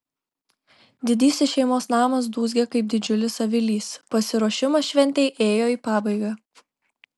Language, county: Lithuanian, Telšiai